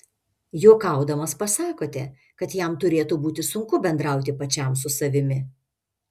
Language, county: Lithuanian, Šiauliai